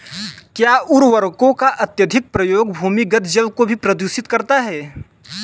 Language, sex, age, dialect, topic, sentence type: Hindi, male, 18-24, Kanauji Braj Bhasha, agriculture, statement